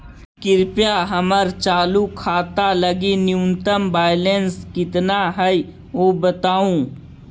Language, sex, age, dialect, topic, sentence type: Magahi, male, 18-24, Central/Standard, banking, statement